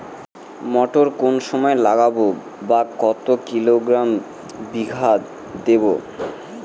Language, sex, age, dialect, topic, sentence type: Bengali, male, 18-24, Northern/Varendri, agriculture, question